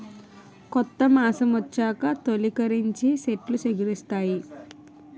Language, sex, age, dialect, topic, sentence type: Telugu, female, 18-24, Utterandhra, agriculture, statement